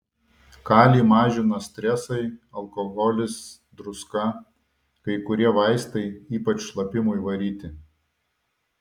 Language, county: Lithuanian, Vilnius